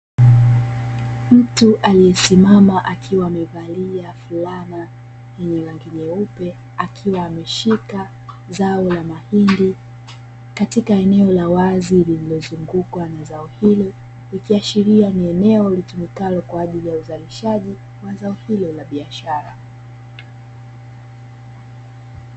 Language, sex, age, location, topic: Swahili, female, 25-35, Dar es Salaam, agriculture